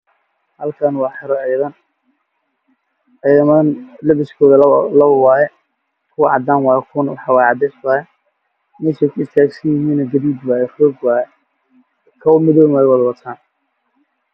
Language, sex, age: Somali, male, 18-24